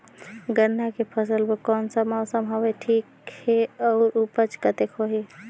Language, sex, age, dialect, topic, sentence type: Chhattisgarhi, female, 25-30, Northern/Bhandar, agriculture, question